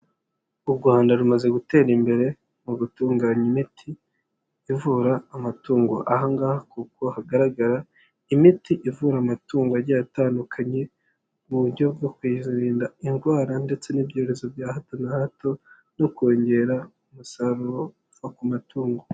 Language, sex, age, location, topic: Kinyarwanda, male, 50+, Nyagatare, agriculture